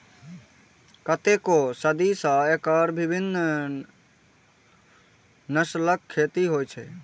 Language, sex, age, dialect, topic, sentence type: Maithili, male, 18-24, Eastern / Thethi, agriculture, statement